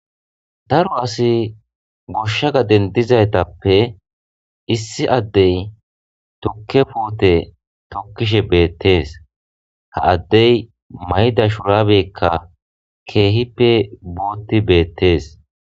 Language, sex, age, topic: Gamo, male, 25-35, agriculture